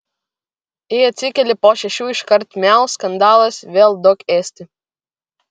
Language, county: Lithuanian, Vilnius